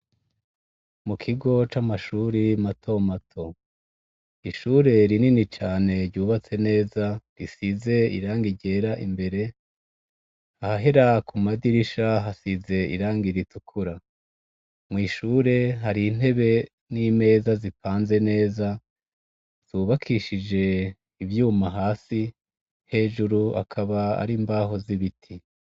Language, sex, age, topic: Rundi, male, 36-49, education